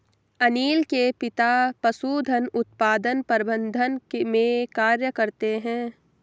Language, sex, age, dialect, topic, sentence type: Hindi, female, 18-24, Garhwali, agriculture, statement